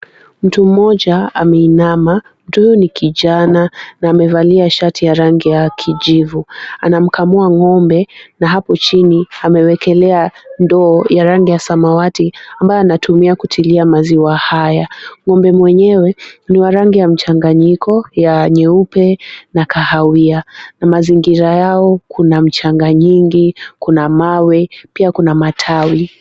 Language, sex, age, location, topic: Swahili, female, 18-24, Kisumu, agriculture